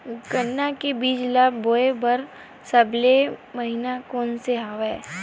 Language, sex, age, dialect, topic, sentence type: Chhattisgarhi, female, 25-30, Western/Budati/Khatahi, agriculture, question